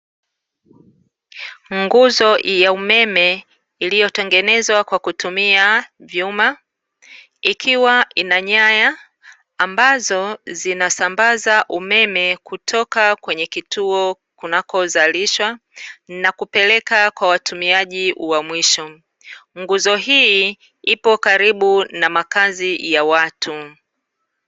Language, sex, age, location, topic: Swahili, female, 36-49, Dar es Salaam, government